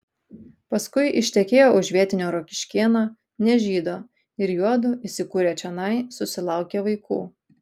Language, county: Lithuanian, Kaunas